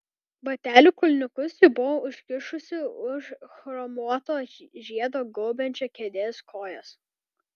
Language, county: Lithuanian, Kaunas